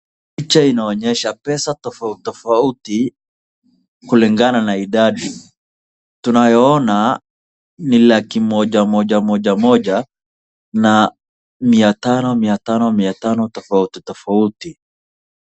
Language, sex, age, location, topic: Swahili, male, 25-35, Wajir, finance